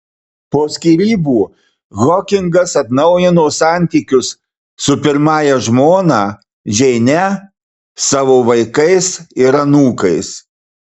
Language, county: Lithuanian, Marijampolė